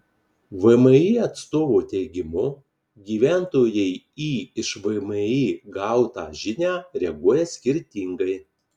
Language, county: Lithuanian, Marijampolė